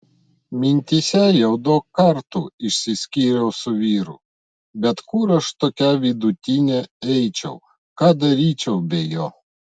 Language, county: Lithuanian, Vilnius